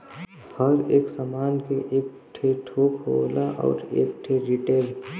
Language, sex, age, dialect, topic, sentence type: Bhojpuri, male, 41-45, Western, banking, statement